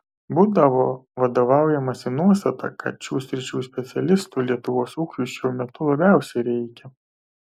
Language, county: Lithuanian, Kaunas